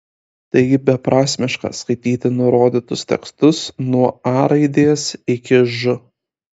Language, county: Lithuanian, Kaunas